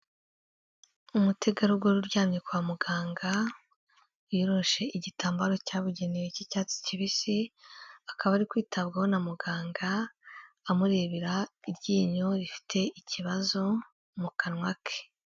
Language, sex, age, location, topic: Kinyarwanda, female, 18-24, Kigali, health